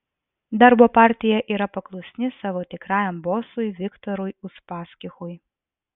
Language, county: Lithuanian, Vilnius